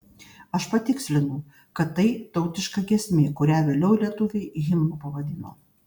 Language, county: Lithuanian, Panevėžys